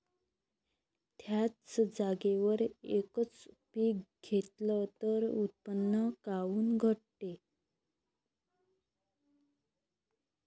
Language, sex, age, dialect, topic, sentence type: Marathi, female, 25-30, Varhadi, agriculture, question